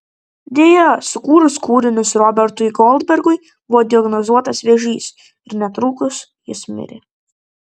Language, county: Lithuanian, Vilnius